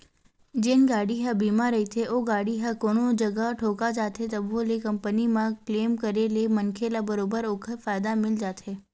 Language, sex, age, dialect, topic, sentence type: Chhattisgarhi, female, 18-24, Western/Budati/Khatahi, banking, statement